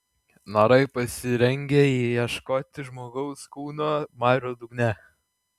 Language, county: Lithuanian, Klaipėda